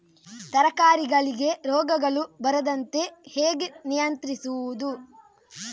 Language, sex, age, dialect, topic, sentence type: Kannada, female, 56-60, Coastal/Dakshin, agriculture, question